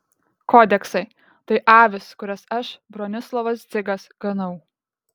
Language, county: Lithuanian, Kaunas